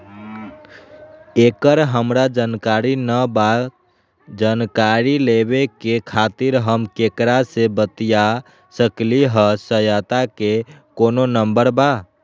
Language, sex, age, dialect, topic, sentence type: Magahi, male, 18-24, Western, banking, question